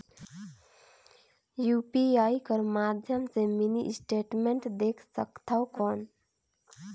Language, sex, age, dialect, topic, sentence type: Chhattisgarhi, female, 18-24, Northern/Bhandar, banking, question